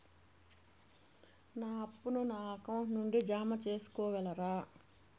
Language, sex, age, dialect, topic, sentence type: Telugu, female, 31-35, Southern, banking, question